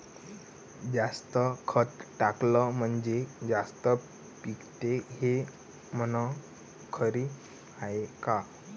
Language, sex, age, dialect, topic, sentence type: Marathi, male, 18-24, Varhadi, agriculture, question